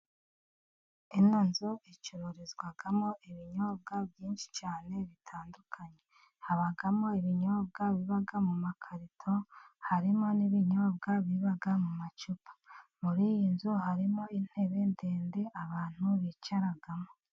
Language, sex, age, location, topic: Kinyarwanda, female, 36-49, Musanze, finance